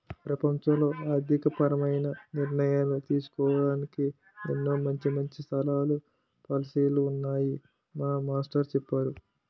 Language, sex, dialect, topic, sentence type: Telugu, male, Utterandhra, banking, statement